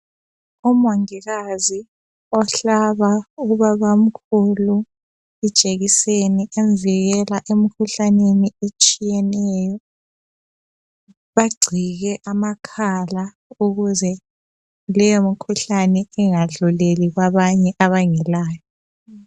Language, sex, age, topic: North Ndebele, female, 25-35, health